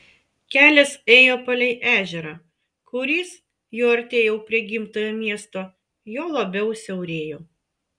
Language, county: Lithuanian, Vilnius